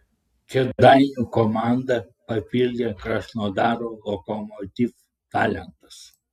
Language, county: Lithuanian, Klaipėda